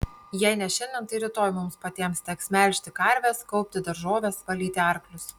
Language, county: Lithuanian, Panevėžys